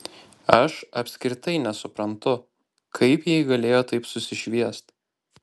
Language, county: Lithuanian, Panevėžys